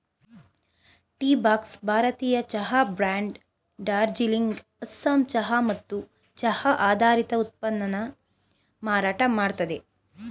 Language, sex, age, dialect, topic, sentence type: Kannada, female, 31-35, Mysore Kannada, agriculture, statement